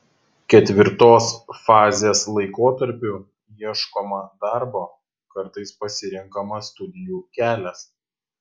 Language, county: Lithuanian, Kaunas